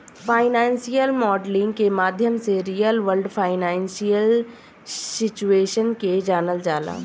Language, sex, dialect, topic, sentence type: Bhojpuri, female, Southern / Standard, banking, statement